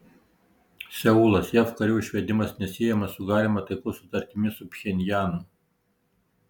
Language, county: Lithuanian, Marijampolė